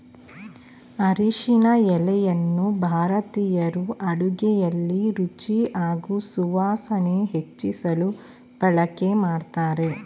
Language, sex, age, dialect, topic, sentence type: Kannada, female, 25-30, Mysore Kannada, agriculture, statement